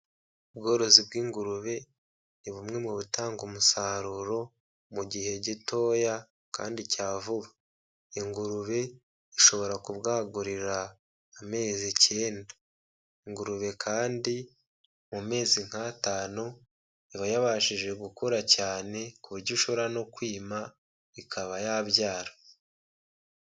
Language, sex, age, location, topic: Kinyarwanda, male, 25-35, Kigali, agriculture